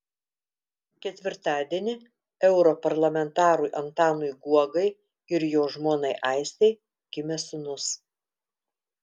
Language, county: Lithuanian, Telšiai